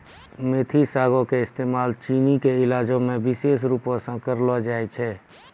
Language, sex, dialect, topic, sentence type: Maithili, male, Angika, agriculture, statement